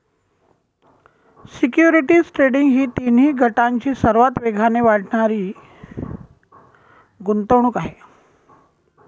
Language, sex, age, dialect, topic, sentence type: Marathi, male, 18-24, Northern Konkan, banking, statement